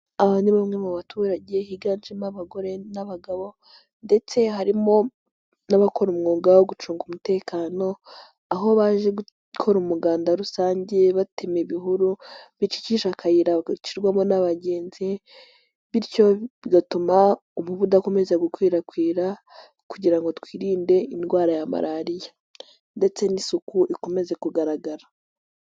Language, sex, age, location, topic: Kinyarwanda, female, 18-24, Nyagatare, government